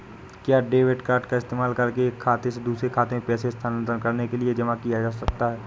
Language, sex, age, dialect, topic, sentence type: Hindi, male, 18-24, Awadhi Bundeli, banking, question